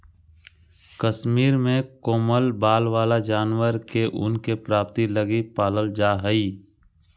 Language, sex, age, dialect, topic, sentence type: Magahi, male, 18-24, Central/Standard, banking, statement